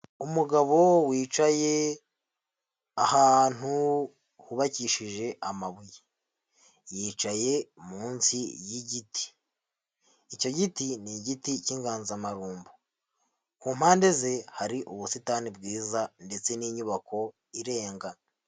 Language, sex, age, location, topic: Kinyarwanda, male, 50+, Huye, health